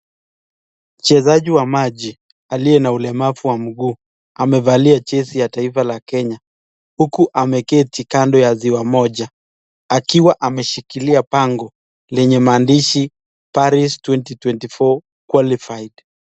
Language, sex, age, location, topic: Swahili, male, 25-35, Nakuru, education